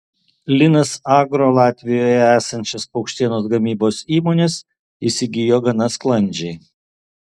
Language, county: Lithuanian, Alytus